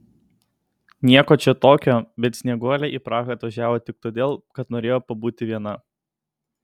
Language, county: Lithuanian, Kaunas